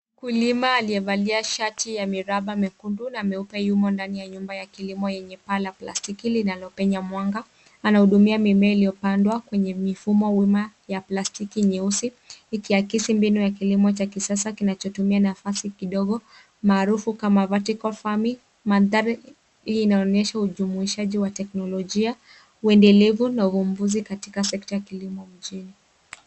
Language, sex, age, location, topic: Swahili, female, 18-24, Nairobi, agriculture